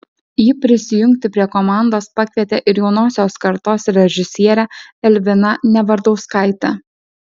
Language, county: Lithuanian, Alytus